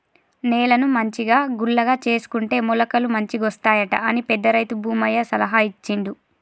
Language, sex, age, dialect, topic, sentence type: Telugu, female, 18-24, Telangana, agriculture, statement